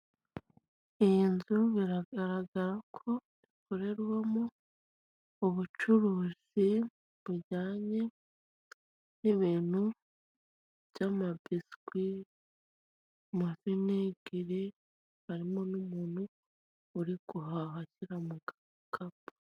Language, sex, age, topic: Kinyarwanda, female, 25-35, finance